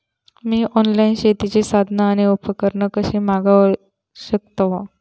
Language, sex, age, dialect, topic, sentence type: Marathi, female, 25-30, Southern Konkan, agriculture, question